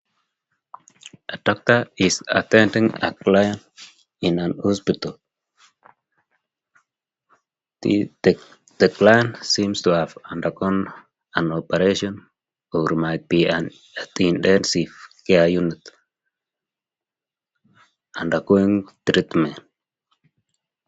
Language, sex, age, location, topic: Swahili, male, 25-35, Nakuru, health